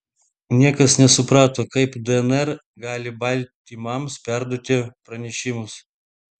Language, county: Lithuanian, Vilnius